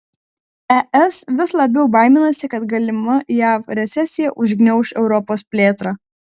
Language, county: Lithuanian, Vilnius